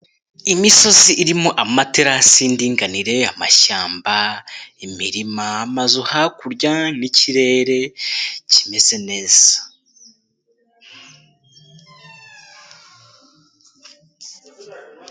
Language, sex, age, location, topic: Kinyarwanda, male, 18-24, Nyagatare, agriculture